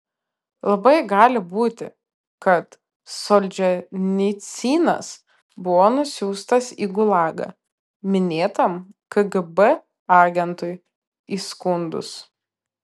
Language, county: Lithuanian, Kaunas